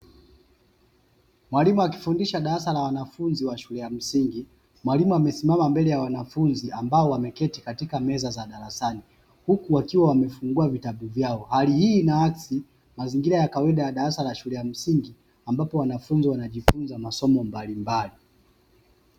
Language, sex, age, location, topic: Swahili, male, 25-35, Dar es Salaam, education